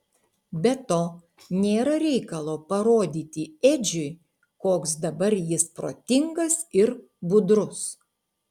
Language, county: Lithuanian, Utena